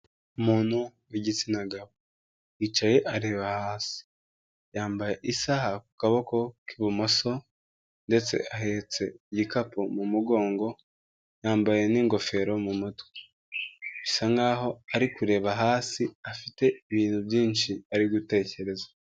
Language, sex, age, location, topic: Kinyarwanda, female, 25-35, Kigali, health